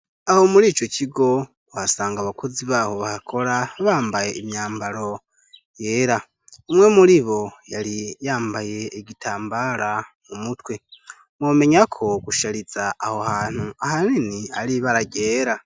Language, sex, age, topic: Rundi, male, 25-35, education